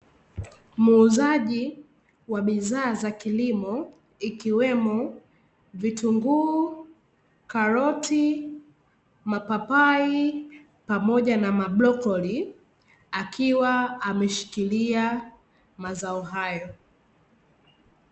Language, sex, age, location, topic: Swahili, female, 25-35, Dar es Salaam, finance